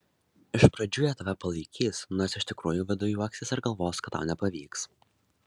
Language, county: Lithuanian, Šiauliai